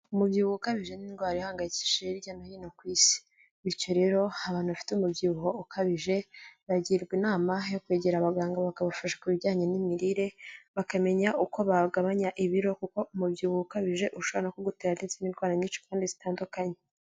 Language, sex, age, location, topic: Kinyarwanda, female, 18-24, Kigali, health